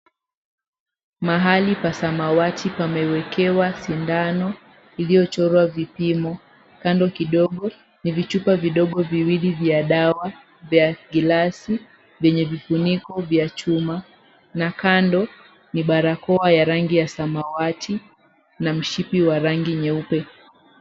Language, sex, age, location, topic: Swahili, female, 18-24, Mombasa, health